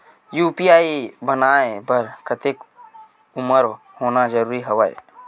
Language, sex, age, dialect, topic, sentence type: Chhattisgarhi, male, 18-24, Western/Budati/Khatahi, banking, question